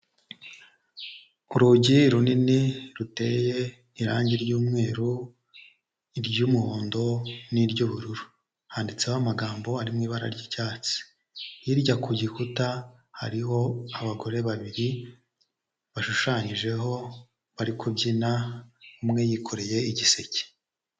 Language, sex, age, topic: Kinyarwanda, male, 18-24, education